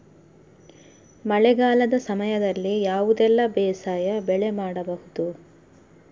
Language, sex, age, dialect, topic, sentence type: Kannada, female, 31-35, Coastal/Dakshin, agriculture, question